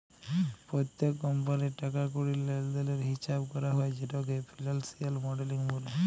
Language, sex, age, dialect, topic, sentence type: Bengali, female, 41-45, Jharkhandi, banking, statement